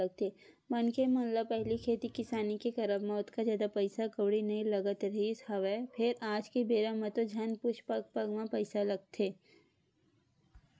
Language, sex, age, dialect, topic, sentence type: Chhattisgarhi, female, 18-24, Western/Budati/Khatahi, banking, statement